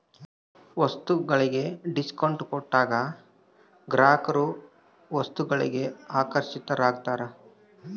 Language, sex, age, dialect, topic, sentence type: Kannada, male, 25-30, Central, banking, statement